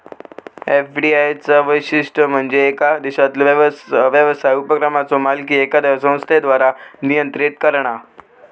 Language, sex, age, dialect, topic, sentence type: Marathi, male, 18-24, Southern Konkan, banking, statement